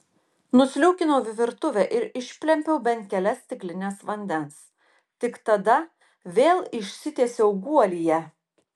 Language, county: Lithuanian, Klaipėda